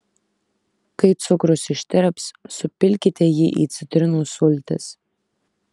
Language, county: Lithuanian, Kaunas